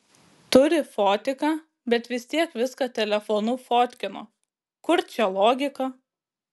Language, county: Lithuanian, Klaipėda